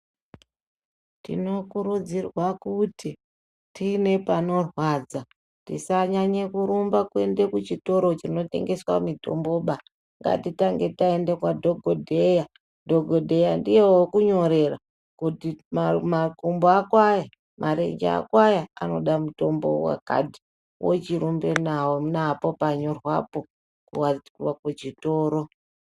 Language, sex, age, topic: Ndau, male, 36-49, health